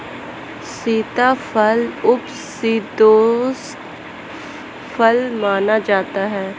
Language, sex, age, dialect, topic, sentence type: Hindi, female, 18-24, Marwari Dhudhari, agriculture, statement